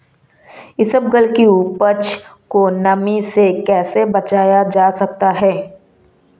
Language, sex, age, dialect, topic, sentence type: Hindi, female, 18-24, Marwari Dhudhari, agriculture, question